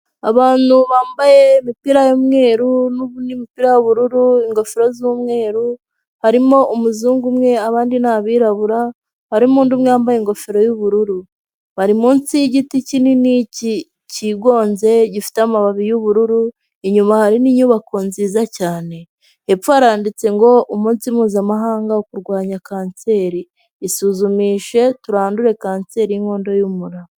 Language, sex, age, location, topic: Kinyarwanda, female, 25-35, Huye, health